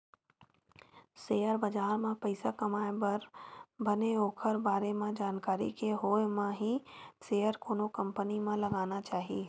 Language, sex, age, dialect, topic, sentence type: Chhattisgarhi, female, 18-24, Western/Budati/Khatahi, banking, statement